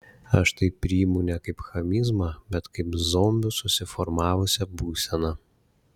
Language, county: Lithuanian, Šiauliai